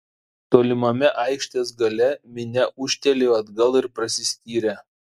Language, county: Lithuanian, Šiauliai